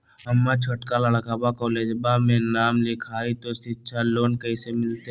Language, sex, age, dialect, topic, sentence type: Magahi, male, 18-24, Southern, banking, question